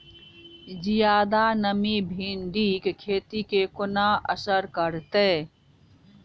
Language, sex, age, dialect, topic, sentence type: Maithili, female, 46-50, Southern/Standard, agriculture, question